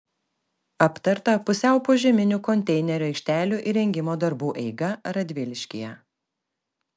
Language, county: Lithuanian, Kaunas